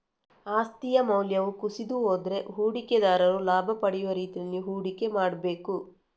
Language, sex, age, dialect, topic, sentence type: Kannada, female, 31-35, Coastal/Dakshin, banking, statement